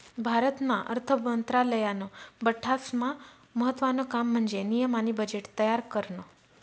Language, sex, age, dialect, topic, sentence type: Marathi, female, 36-40, Northern Konkan, banking, statement